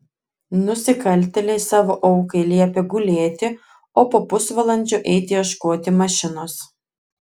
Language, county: Lithuanian, Klaipėda